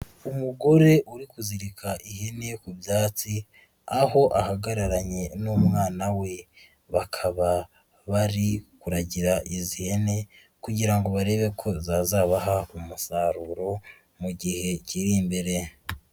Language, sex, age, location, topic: Kinyarwanda, female, 25-35, Huye, agriculture